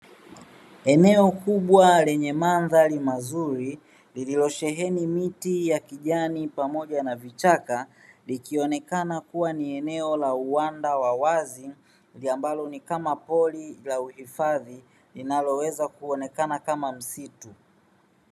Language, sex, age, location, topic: Swahili, male, 36-49, Dar es Salaam, agriculture